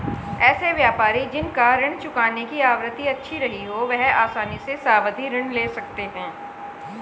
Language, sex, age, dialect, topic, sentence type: Hindi, female, 41-45, Hindustani Malvi Khadi Boli, banking, statement